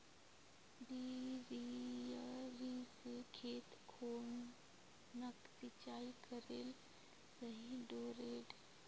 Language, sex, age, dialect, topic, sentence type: Magahi, female, 51-55, Northeastern/Surjapuri, agriculture, question